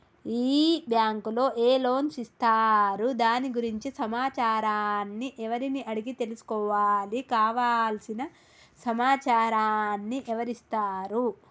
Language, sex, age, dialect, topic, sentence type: Telugu, female, 18-24, Telangana, banking, question